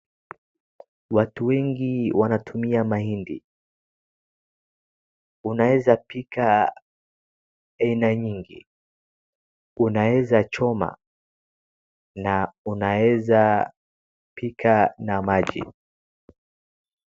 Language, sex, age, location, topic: Swahili, male, 36-49, Wajir, agriculture